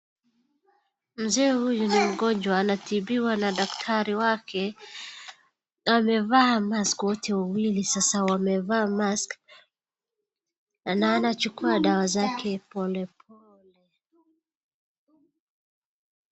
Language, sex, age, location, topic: Swahili, female, 25-35, Wajir, health